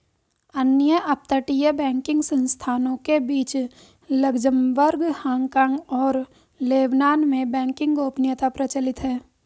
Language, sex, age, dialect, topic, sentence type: Hindi, female, 18-24, Hindustani Malvi Khadi Boli, banking, statement